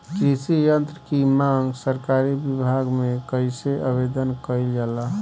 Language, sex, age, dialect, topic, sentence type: Bhojpuri, male, 18-24, Northern, agriculture, question